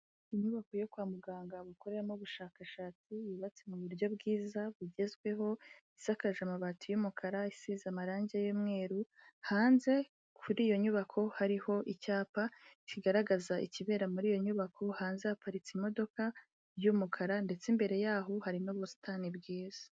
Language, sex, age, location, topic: Kinyarwanda, female, 18-24, Kigali, health